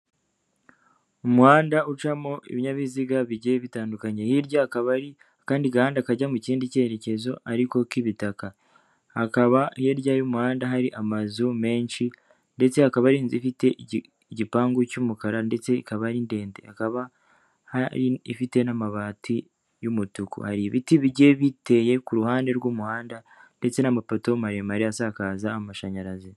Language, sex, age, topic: Kinyarwanda, female, 18-24, government